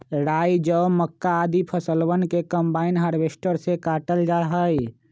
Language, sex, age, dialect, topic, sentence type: Magahi, male, 25-30, Western, agriculture, statement